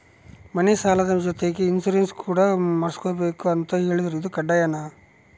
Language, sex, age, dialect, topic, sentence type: Kannada, male, 36-40, Central, banking, question